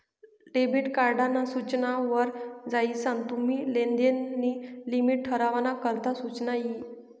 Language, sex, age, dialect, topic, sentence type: Marathi, female, 56-60, Northern Konkan, banking, statement